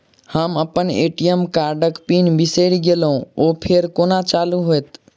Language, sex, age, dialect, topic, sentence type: Maithili, male, 46-50, Southern/Standard, banking, question